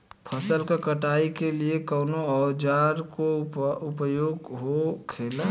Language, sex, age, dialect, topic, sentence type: Bhojpuri, male, 25-30, Western, agriculture, question